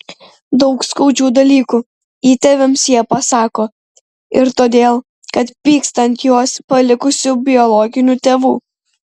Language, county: Lithuanian, Tauragė